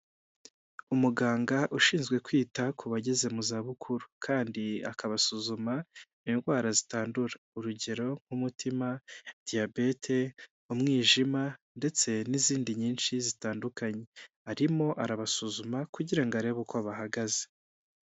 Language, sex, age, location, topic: Kinyarwanda, male, 18-24, Huye, health